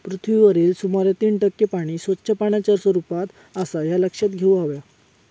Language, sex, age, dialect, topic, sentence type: Marathi, male, 18-24, Southern Konkan, agriculture, statement